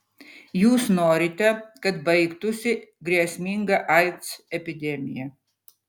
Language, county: Lithuanian, Utena